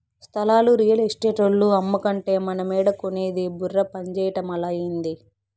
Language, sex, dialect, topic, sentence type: Telugu, female, Southern, banking, statement